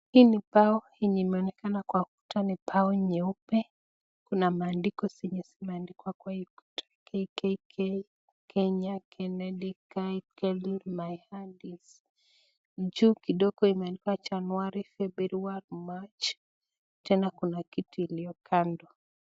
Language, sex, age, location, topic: Swahili, female, 18-24, Nakuru, education